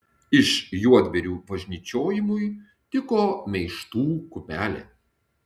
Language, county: Lithuanian, Tauragė